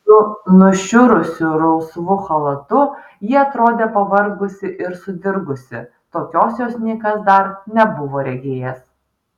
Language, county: Lithuanian, Vilnius